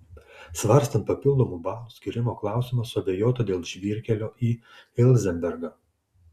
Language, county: Lithuanian, Tauragė